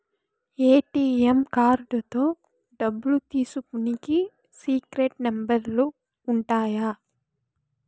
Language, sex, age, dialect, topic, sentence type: Telugu, female, 25-30, Southern, banking, statement